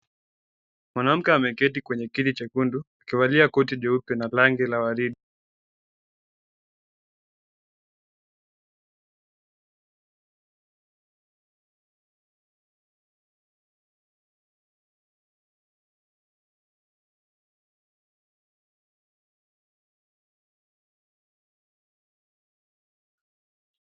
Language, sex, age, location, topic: Swahili, male, 18-24, Nakuru, health